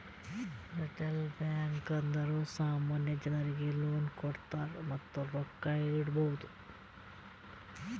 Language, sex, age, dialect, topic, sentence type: Kannada, female, 46-50, Northeastern, banking, statement